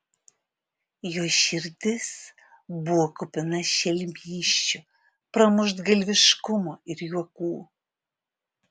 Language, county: Lithuanian, Vilnius